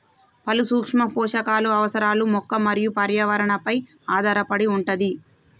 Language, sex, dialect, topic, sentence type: Telugu, female, Telangana, agriculture, statement